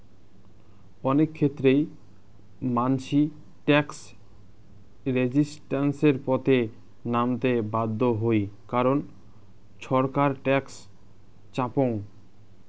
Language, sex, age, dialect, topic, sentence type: Bengali, male, 25-30, Rajbangshi, banking, statement